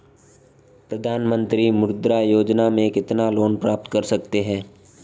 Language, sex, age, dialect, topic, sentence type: Hindi, male, 18-24, Marwari Dhudhari, banking, question